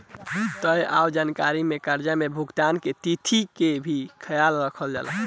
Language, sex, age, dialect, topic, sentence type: Bhojpuri, male, 18-24, Southern / Standard, banking, statement